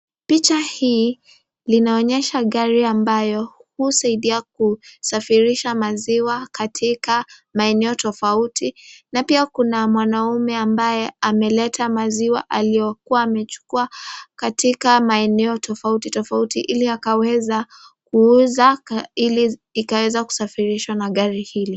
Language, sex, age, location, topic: Swahili, female, 18-24, Nakuru, agriculture